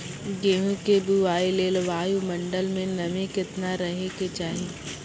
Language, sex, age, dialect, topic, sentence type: Maithili, male, 25-30, Angika, agriculture, question